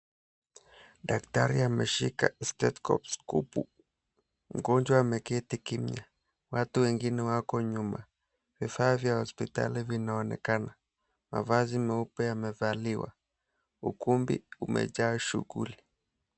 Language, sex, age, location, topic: Swahili, male, 18-24, Mombasa, health